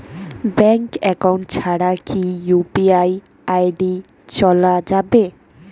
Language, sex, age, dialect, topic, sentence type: Bengali, female, 18-24, Rajbangshi, banking, question